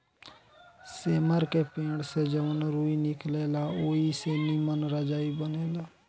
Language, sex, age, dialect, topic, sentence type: Bhojpuri, male, 18-24, Southern / Standard, agriculture, statement